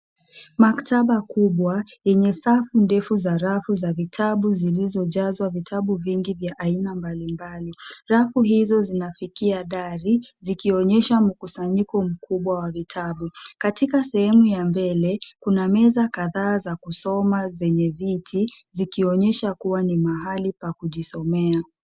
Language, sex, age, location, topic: Swahili, female, 18-24, Nairobi, education